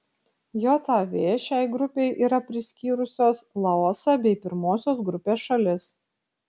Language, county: Lithuanian, Kaunas